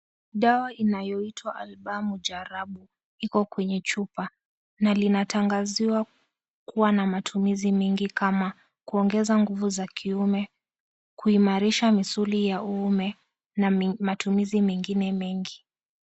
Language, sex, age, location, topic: Swahili, female, 18-24, Mombasa, health